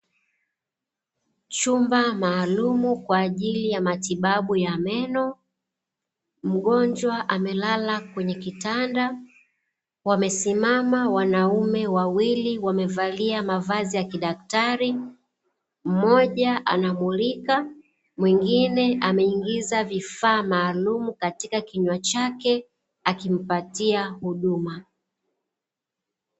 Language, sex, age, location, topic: Swahili, female, 25-35, Dar es Salaam, health